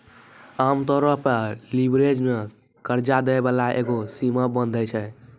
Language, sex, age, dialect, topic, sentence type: Maithili, male, 18-24, Angika, banking, statement